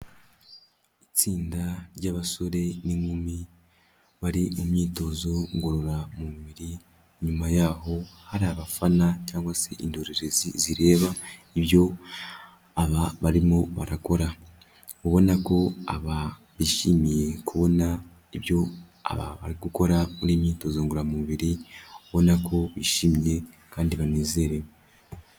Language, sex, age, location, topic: Kinyarwanda, male, 18-24, Kigali, health